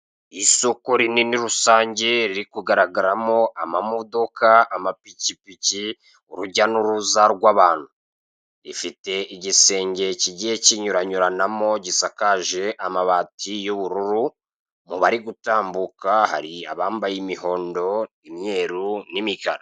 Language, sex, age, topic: Kinyarwanda, male, 36-49, finance